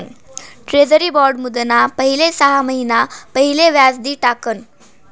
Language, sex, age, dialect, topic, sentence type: Marathi, male, 18-24, Northern Konkan, banking, statement